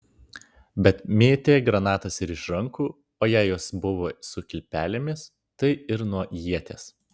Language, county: Lithuanian, Vilnius